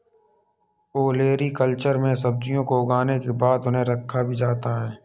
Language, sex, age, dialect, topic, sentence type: Hindi, male, 51-55, Kanauji Braj Bhasha, agriculture, statement